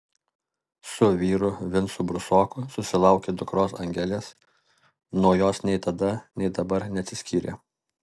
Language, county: Lithuanian, Alytus